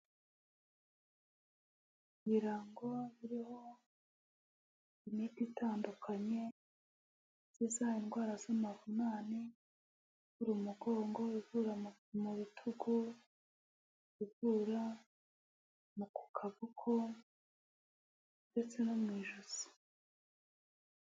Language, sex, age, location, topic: Kinyarwanda, female, 18-24, Huye, health